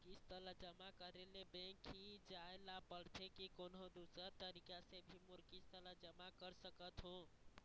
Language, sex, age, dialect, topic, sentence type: Chhattisgarhi, male, 18-24, Eastern, banking, question